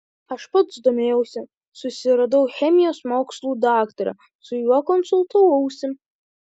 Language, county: Lithuanian, Kaunas